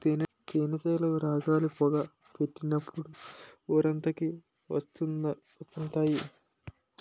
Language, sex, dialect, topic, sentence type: Telugu, male, Utterandhra, agriculture, statement